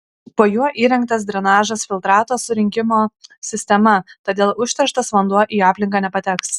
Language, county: Lithuanian, Kaunas